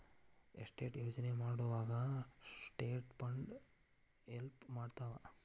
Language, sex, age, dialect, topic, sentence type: Kannada, male, 41-45, Dharwad Kannada, banking, statement